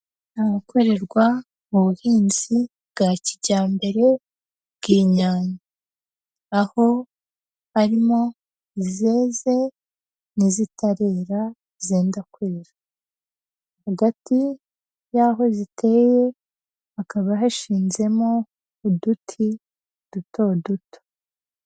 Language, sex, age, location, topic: Kinyarwanda, female, 18-24, Huye, agriculture